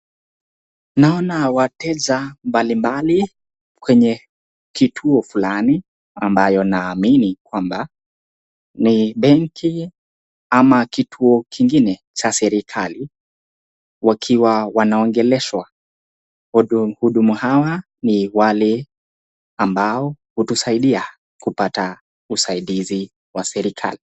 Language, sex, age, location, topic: Swahili, male, 18-24, Nakuru, government